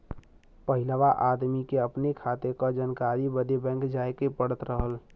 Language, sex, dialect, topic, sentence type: Bhojpuri, male, Western, banking, statement